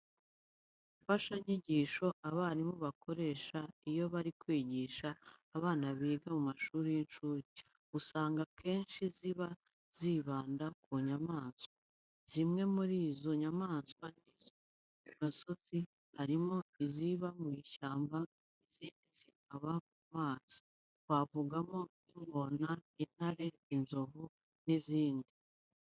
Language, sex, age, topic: Kinyarwanda, female, 25-35, education